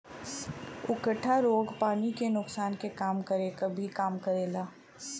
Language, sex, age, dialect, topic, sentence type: Bhojpuri, female, 25-30, Western, agriculture, statement